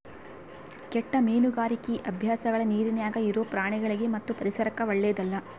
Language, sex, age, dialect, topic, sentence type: Kannada, female, 25-30, Central, agriculture, statement